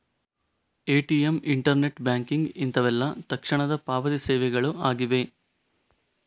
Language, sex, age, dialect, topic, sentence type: Kannada, male, 18-24, Coastal/Dakshin, banking, statement